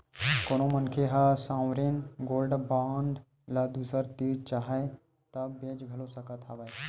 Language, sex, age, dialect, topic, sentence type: Chhattisgarhi, male, 18-24, Western/Budati/Khatahi, banking, statement